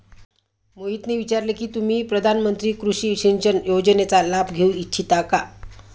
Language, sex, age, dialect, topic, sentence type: Marathi, female, 56-60, Standard Marathi, agriculture, statement